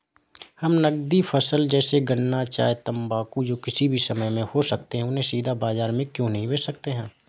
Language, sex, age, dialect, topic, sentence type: Hindi, male, 18-24, Awadhi Bundeli, agriculture, question